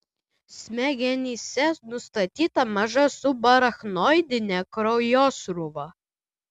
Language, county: Lithuanian, Utena